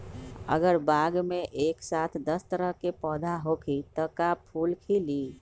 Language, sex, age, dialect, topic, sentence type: Magahi, male, 41-45, Western, agriculture, question